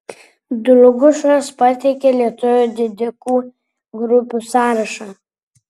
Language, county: Lithuanian, Vilnius